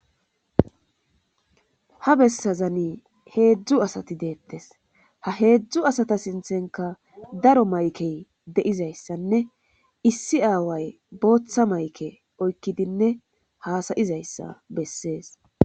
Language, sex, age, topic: Gamo, female, 25-35, government